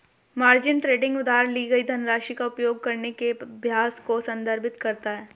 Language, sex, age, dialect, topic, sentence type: Hindi, female, 18-24, Hindustani Malvi Khadi Boli, banking, statement